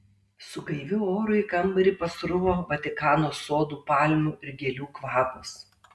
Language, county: Lithuanian, Tauragė